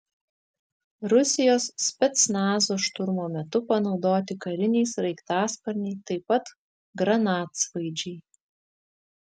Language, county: Lithuanian, Vilnius